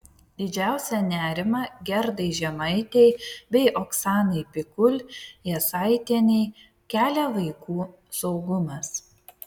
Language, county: Lithuanian, Vilnius